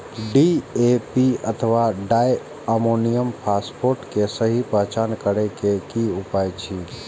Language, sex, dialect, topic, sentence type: Maithili, male, Eastern / Thethi, agriculture, question